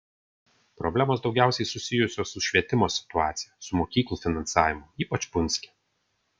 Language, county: Lithuanian, Vilnius